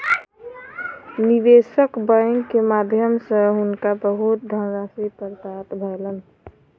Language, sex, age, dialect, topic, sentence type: Maithili, female, 31-35, Southern/Standard, banking, statement